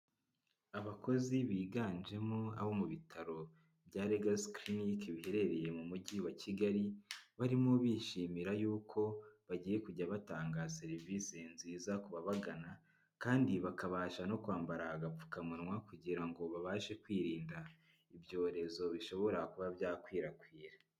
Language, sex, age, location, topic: Kinyarwanda, male, 25-35, Kigali, health